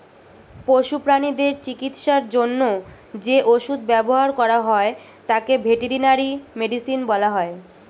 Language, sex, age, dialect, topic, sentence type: Bengali, female, 18-24, Standard Colloquial, agriculture, statement